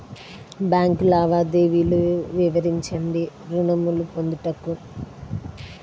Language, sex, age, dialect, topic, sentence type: Telugu, female, 31-35, Central/Coastal, banking, question